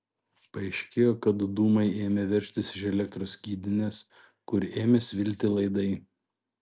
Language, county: Lithuanian, Šiauliai